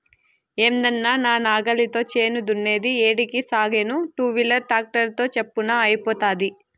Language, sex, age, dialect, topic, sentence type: Telugu, female, 18-24, Southern, agriculture, statement